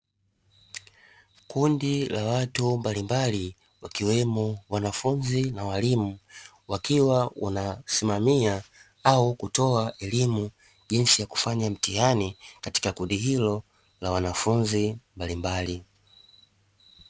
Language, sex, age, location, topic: Swahili, male, 25-35, Dar es Salaam, education